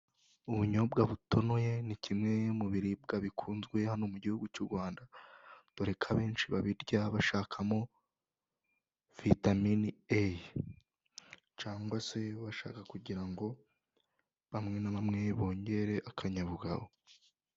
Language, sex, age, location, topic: Kinyarwanda, male, 18-24, Musanze, agriculture